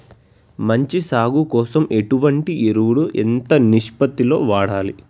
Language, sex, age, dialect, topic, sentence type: Telugu, male, 18-24, Telangana, agriculture, question